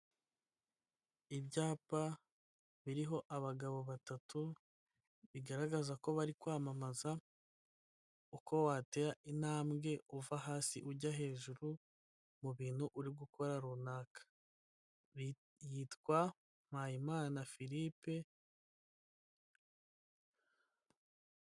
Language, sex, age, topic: Kinyarwanda, male, 18-24, government